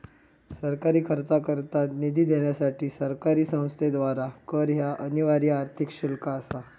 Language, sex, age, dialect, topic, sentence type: Marathi, male, 25-30, Southern Konkan, banking, statement